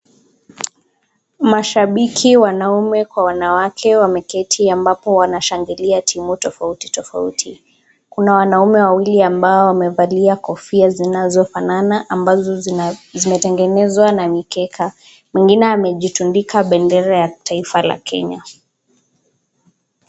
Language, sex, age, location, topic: Swahili, female, 18-24, Nakuru, government